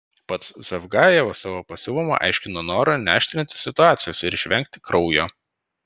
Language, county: Lithuanian, Vilnius